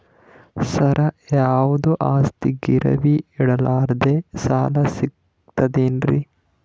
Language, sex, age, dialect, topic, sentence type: Kannada, male, 18-24, Northeastern, banking, question